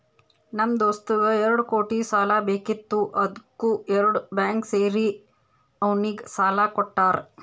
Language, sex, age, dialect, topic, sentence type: Kannada, female, 25-30, Northeastern, banking, statement